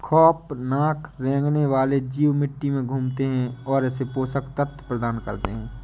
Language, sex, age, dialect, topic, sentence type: Hindi, male, 18-24, Awadhi Bundeli, agriculture, statement